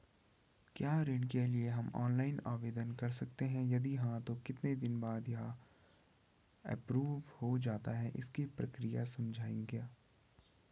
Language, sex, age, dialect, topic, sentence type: Hindi, male, 18-24, Garhwali, banking, question